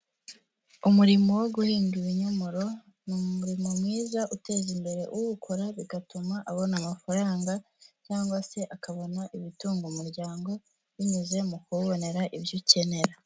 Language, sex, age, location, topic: Kinyarwanda, female, 18-24, Huye, agriculture